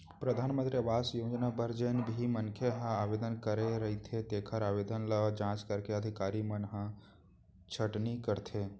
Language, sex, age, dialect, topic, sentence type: Chhattisgarhi, male, 25-30, Central, banking, statement